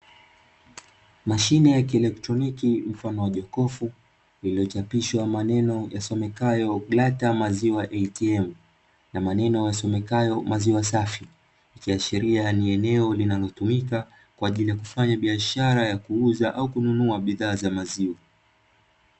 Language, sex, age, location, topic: Swahili, male, 25-35, Dar es Salaam, finance